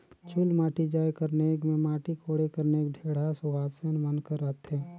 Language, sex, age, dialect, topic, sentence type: Chhattisgarhi, male, 36-40, Northern/Bhandar, agriculture, statement